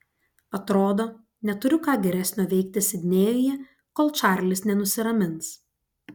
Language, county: Lithuanian, Klaipėda